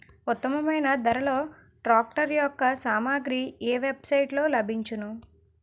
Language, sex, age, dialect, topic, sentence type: Telugu, female, 18-24, Utterandhra, agriculture, question